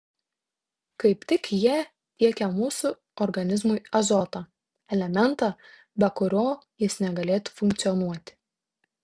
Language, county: Lithuanian, Tauragė